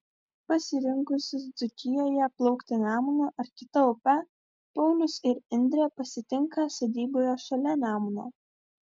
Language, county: Lithuanian, Vilnius